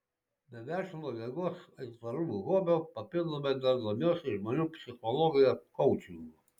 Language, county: Lithuanian, Šiauliai